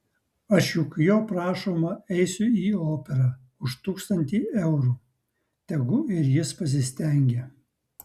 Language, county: Lithuanian, Utena